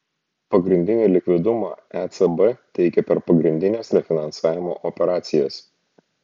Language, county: Lithuanian, Šiauliai